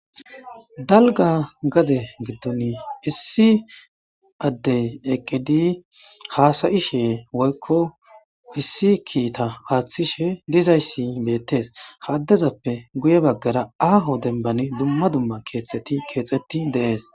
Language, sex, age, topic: Gamo, male, 25-35, government